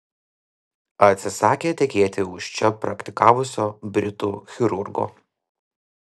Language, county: Lithuanian, Vilnius